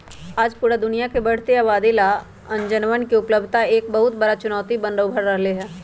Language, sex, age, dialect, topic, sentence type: Magahi, male, 18-24, Western, agriculture, statement